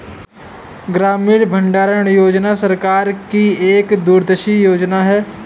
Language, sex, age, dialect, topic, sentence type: Hindi, male, 18-24, Awadhi Bundeli, agriculture, statement